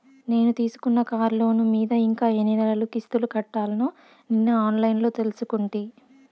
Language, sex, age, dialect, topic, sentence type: Telugu, female, 46-50, Southern, banking, statement